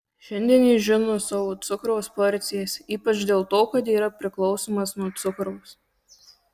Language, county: Lithuanian, Kaunas